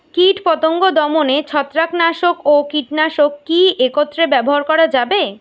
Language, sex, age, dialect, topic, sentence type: Bengali, female, 18-24, Rajbangshi, agriculture, question